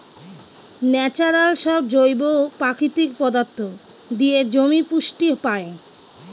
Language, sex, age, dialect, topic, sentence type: Bengali, female, 25-30, Northern/Varendri, agriculture, statement